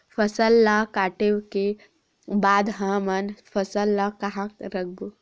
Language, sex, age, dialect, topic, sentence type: Chhattisgarhi, female, 18-24, Western/Budati/Khatahi, agriculture, question